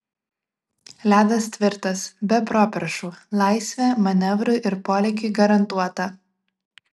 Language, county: Lithuanian, Vilnius